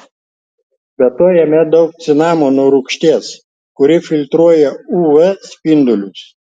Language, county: Lithuanian, Tauragė